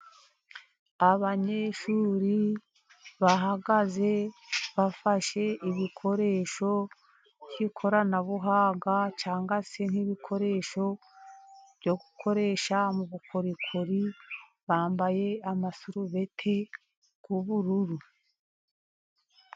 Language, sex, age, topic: Kinyarwanda, female, 50+, education